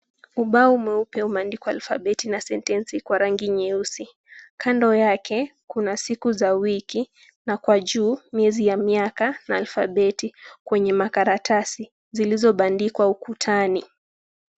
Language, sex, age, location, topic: Swahili, female, 18-24, Kisumu, education